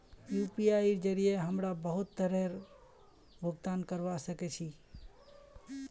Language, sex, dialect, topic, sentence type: Magahi, male, Northeastern/Surjapuri, banking, statement